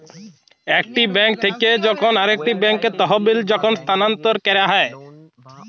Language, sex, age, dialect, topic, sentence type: Bengali, male, 18-24, Jharkhandi, banking, statement